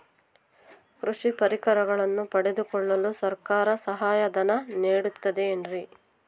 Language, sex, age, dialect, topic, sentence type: Kannada, female, 18-24, Central, agriculture, question